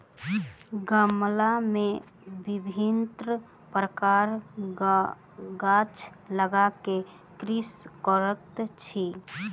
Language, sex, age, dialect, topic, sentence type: Maithili, female, 18-24, Southern/Standard, agriculture, statement